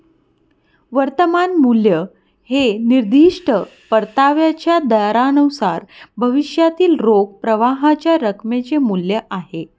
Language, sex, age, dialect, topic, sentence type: Marathi, female, 31-35, Northern Konkan, banking, statement